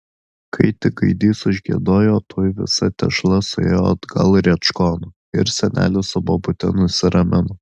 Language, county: Lithuanian, Alytus